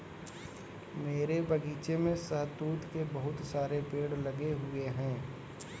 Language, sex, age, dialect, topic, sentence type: Hindi, male, 18-24, Kanauji Braj Bhasha, agriculture, statement